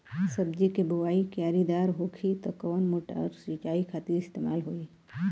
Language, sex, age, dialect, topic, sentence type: Bhojpuri, female, 36-40, Western, agriculture, question